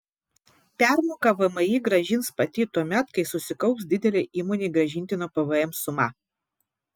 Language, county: Lithuanian, Vilnius